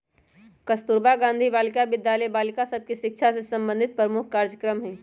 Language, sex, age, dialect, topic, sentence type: Magahi, male, 31-35, Western, banking, statement